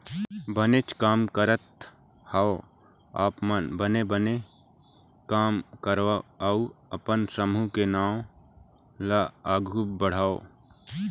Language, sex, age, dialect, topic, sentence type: Chhattisgarhi, male, 18-24, Eastern, banking, statement